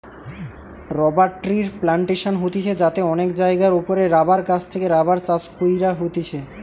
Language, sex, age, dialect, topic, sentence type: Bengali, male, 18-24, Western, agriculture, statement